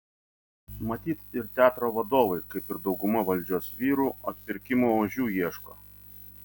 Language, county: Lithuanian, Vilnius